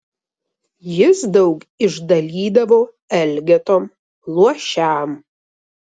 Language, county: Lithuanian, Vilnius